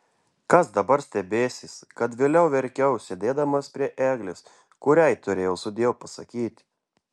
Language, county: Lithuanian, Klaipėda